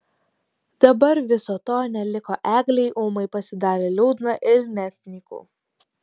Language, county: Lithuanian, Vilnius